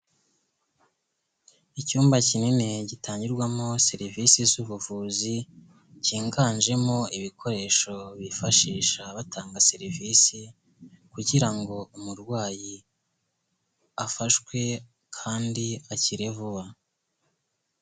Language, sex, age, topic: Kinyarwanda, male, 25-35, health